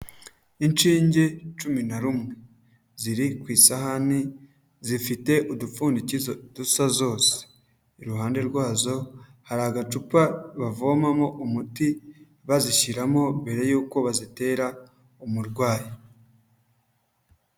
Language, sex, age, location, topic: Kinyarwanda, male, 25-35, Huye, health